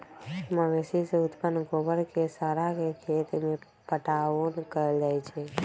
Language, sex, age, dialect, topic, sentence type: Magahi, female, 18-24, Western, agriculture, statement